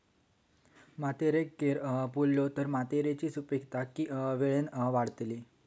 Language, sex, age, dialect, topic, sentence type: Marathi, male, 18-24, Southern Konkan, agriculture, question